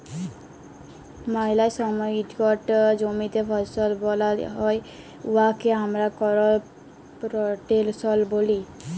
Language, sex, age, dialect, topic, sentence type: Bengali, female, 18-24, Jharkhandi, agriculture, statement